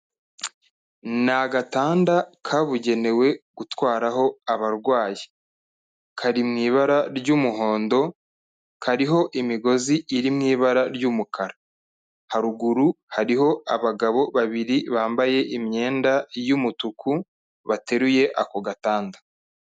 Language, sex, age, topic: Kinyarwanda, male, 25-35, health